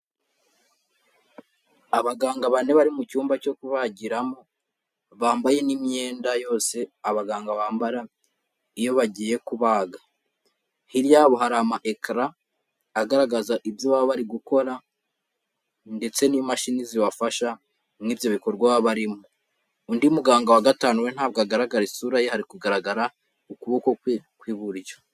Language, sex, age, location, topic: Kinyarwanda, male, 25-35, Kigali, health